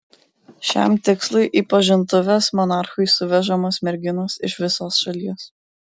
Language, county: Lithuanian, Vilnius